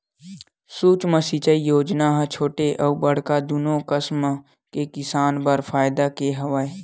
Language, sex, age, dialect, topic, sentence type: Chhattisgarhi, male, 41-45, Western/Budati/Khatahi, agriculture, statement